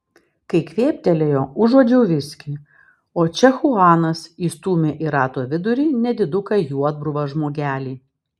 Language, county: Lithuanian, Vilnius